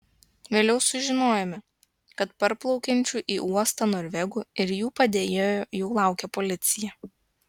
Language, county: Lithuanian, Klaipėda